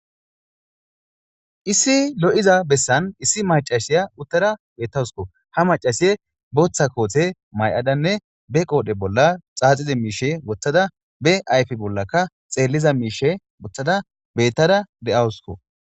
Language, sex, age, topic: Gamo, male, 18-24, government